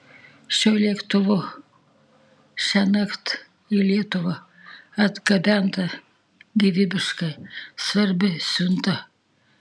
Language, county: Lithuanian, Tauragė